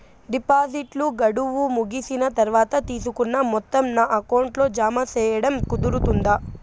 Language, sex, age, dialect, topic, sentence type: Telugu, female, 18-24, Southern, banking, question